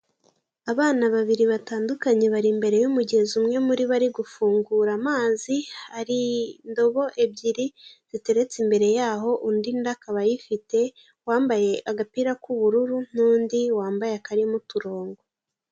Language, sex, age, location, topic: Kinyarwanda, female, 18-24, Kigali, health